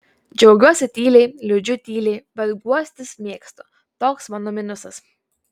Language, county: Lithuanian, Vilnius